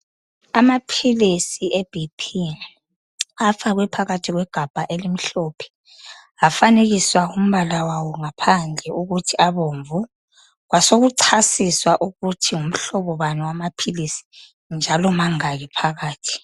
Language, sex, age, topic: North Ndebele, female, 25-35, health